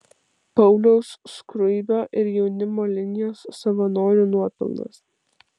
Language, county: Lithuanian, Vilnius